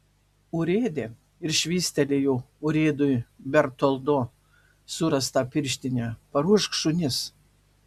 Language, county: Lithuanian, Marijampolė